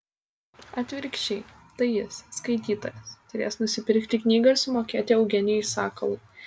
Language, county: Lithuanian, Kaunas